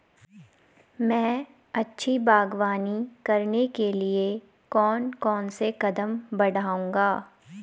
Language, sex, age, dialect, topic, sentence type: Hindi, female, 25-30, Garhwali, agriculture, question